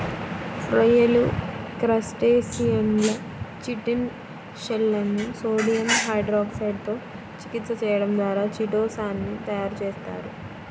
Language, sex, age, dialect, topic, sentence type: Telugu, female, 25-30, Central/Coastal, agriculture, statement